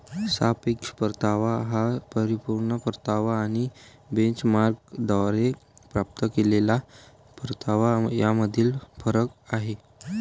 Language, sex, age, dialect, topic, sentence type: Marathi, male, 18-24, Varhadi, banking, statement